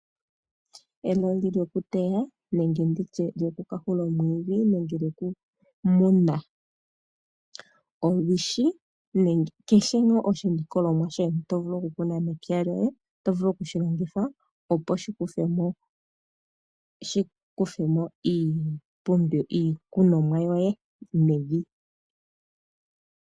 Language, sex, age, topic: Oshiwambo, female, 25-35, agriculture